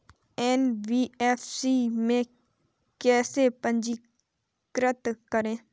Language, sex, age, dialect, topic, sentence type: Hindi, female, 25-30, Kanauji Braj Bhasha, banking, question